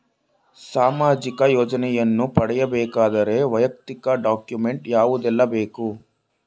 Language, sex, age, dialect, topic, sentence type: Kannada, male, 18-24, Coastal/Dakshin, banking, question